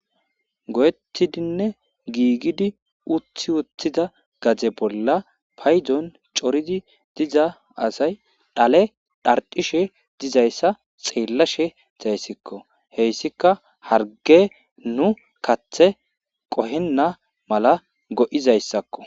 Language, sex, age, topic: Gamo, male, 25-35, agriculture